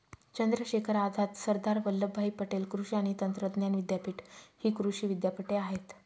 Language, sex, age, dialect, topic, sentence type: Marathi, female, 25-30, Northern Konkan, agriculture, statement